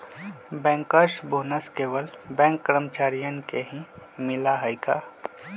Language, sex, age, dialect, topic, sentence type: Magahi, male, 25-30, Western, banking, statement